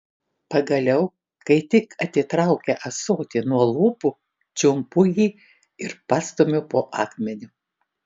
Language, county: Lithuanian, Kaunas